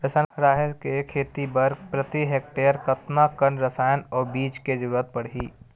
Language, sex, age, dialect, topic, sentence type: Chhattisgarhi, male, 18-24, Western/Budati/Khatahi, agriculture, question